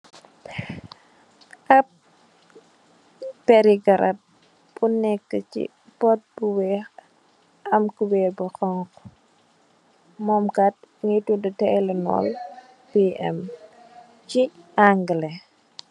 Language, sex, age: Wolof, female, 18-24